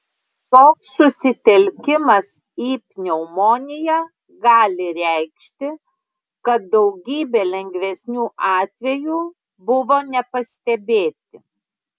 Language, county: Lithuanian, Klaipėda